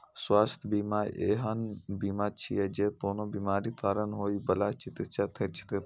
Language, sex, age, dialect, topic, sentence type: Maithili, female, 46-50, Eastern / Thethi, banking, statement